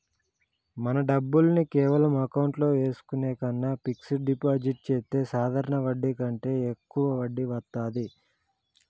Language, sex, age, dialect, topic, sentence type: Telugu, male, 31-35, Telangana, banking, statement